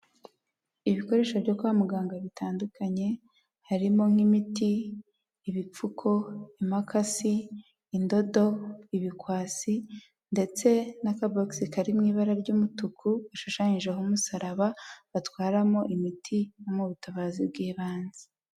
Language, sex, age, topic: Kinyarwanda, female, 18-24, health